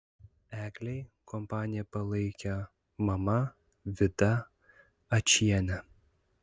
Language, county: Lithuanian, Klaipėda